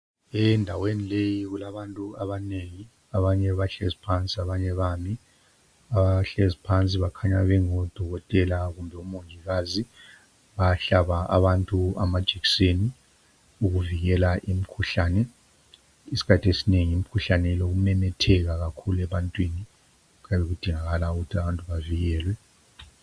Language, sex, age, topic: North Ndebele, male, 50+, health